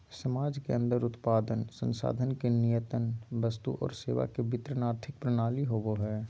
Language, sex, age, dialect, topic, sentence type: Magahi, male, 18-24, Southern, banking, statement